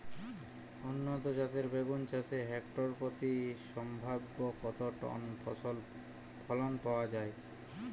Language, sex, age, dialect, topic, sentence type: Bengali, male, 25-30, Jharkhandi, agriculture, question